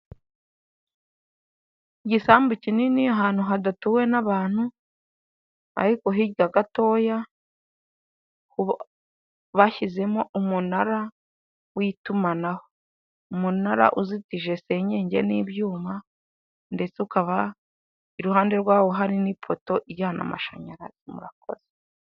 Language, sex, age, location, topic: Kinyarwanda, female, 25-35, Huye, government